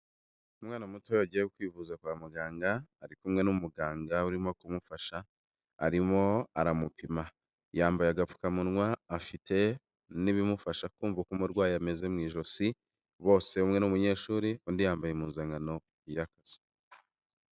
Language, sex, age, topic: Kinyarwanda, male, 25-35, health